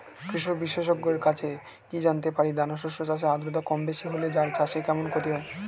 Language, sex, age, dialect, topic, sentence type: Bengali, male, 18-24, Standard Colloquial, agriculture, question